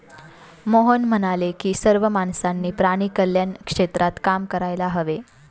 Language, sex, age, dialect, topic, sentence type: Marathi, female, 25-30, Standard Marathi, agriculture, statement